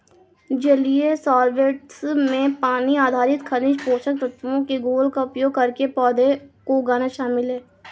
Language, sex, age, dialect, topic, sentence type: Hindi, female, 46-50, Awadhi Bundeli, agriculture, statement